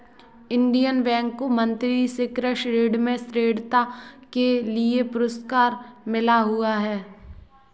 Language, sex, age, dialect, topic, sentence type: Hindi, female, 18-24, Kanauji Braj Bhasha, banking, statement